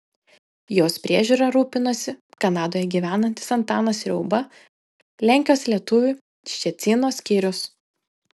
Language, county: Lithuanian, Panevėžys